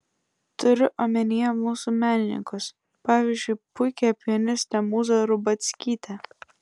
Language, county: Lithuanian, Klaipėda